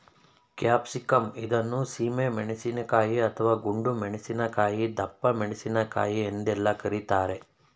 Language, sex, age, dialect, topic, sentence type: Kannada, male, 31-35, Mysore Kannada, agriculture, statement